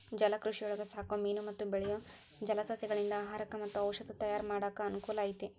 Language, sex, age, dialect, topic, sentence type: Kannada, female, 18-24, Dharwad Kannada, agriculture, statement